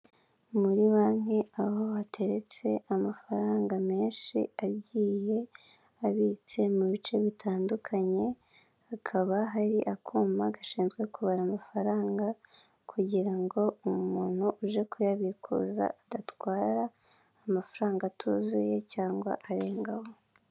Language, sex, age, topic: Kinyarwanda, female, 18-24, finance